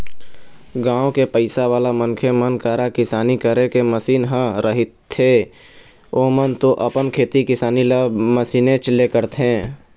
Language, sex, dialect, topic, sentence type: Chhattisgarhi, male, Eastern, banking, statement